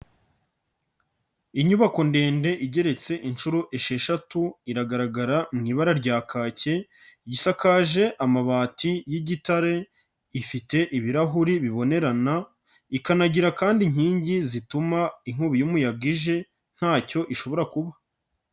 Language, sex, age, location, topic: Kinyarwanda, male, 25-35, Nyagatare, finance